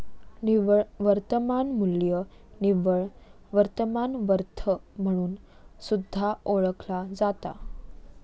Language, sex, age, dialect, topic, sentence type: Marathi, female, 18-24, Southern Konkan, banking, statement